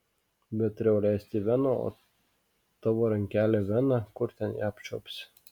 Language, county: Lithuanian, Kaunas